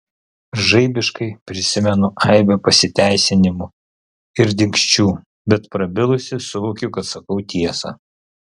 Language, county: Lithuanian, Kaunas